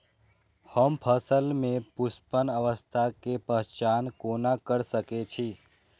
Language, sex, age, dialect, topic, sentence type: Maithili, male, 18-24, Eastern / Thethi, agriculture, statement